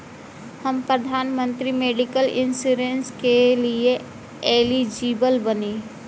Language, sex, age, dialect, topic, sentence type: Bhojpuri, female, 18-24, Western, banking, question